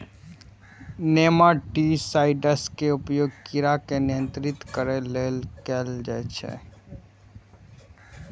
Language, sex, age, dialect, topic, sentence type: Maithili, male, 18-24, Eastern / Thethi, agriculture, statement